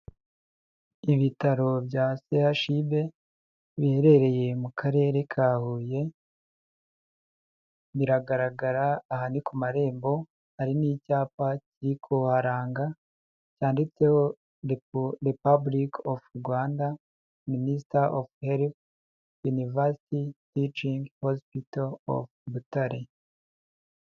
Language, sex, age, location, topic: Kinyarwanda, male, 50+, Huye, health